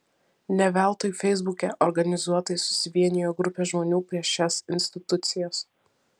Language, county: Lithuanian, Vilnius